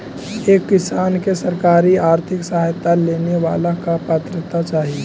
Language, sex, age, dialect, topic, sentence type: Magahi, male, 18-24, Central/Standard, agriculture, question